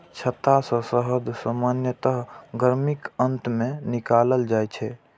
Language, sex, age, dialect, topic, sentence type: Maithili, male, 41-45, Eastern / Thethi, agriculture, statement